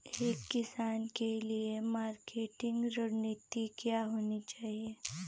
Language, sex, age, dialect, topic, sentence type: Hindi, female, 18-24, Marwari Dhudhari, agriculture, question